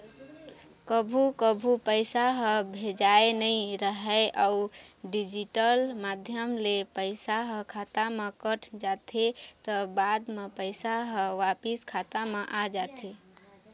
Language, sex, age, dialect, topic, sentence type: Chhattisgarhi, female, 25-30, Eastern, banking, statement